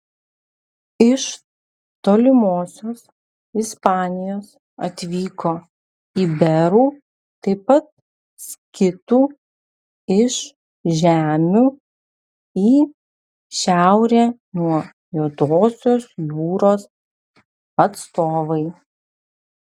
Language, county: Lithuanian, Vilnius